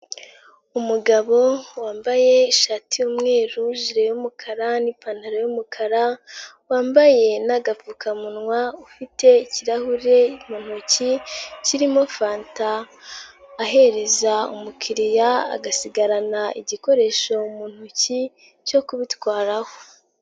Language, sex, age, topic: Kinyarwanda, female, 18-24, finance